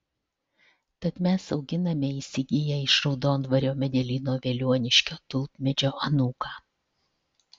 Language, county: Lithuanian, Alytus